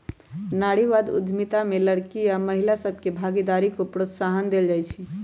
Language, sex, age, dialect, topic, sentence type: Magahi, male, 18-24, Western, banking, statement